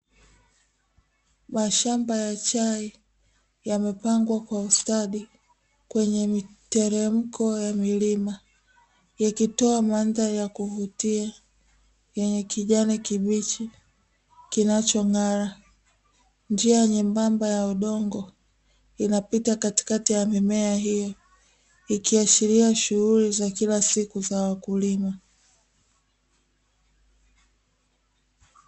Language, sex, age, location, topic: Swahili, female, 18-24, Dar es Salaam, agriculture